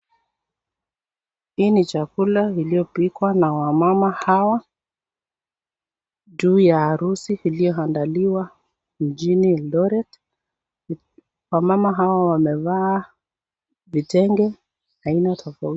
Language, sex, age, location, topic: Swahili, female, 36-49, Nakuru, agriculture